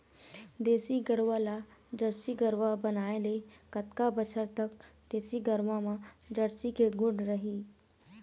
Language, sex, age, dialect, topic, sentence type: Chhattisgarhi, female, 18-24, Eastern, agriculture, question